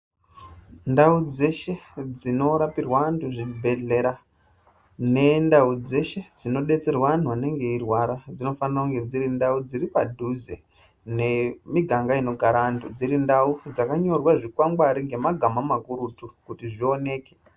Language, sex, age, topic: Ndau, female, 18-24, health